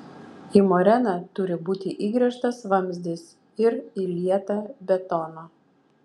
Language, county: Lithuanian, Vilnius